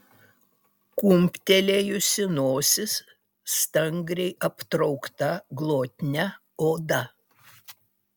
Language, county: Lithuanian, Utena